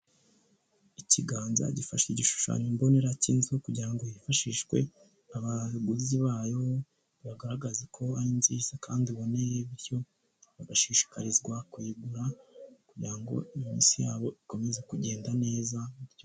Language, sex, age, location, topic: Kinyarwanda, male, 18-24, Kigali, finance